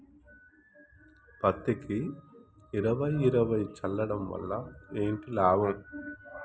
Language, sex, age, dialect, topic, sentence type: Telugu, male, 31-35, Telangana, agriculture, question